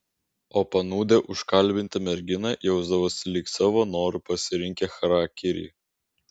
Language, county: Lithuanian, Vilnius